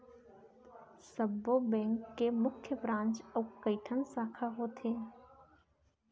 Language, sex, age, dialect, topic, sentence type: Chhattisgarhi, female, 18-24, Central, banking, statement